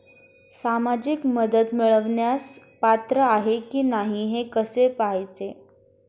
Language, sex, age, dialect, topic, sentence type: Marathi, female, 18-24, Standard Marathi, banking, question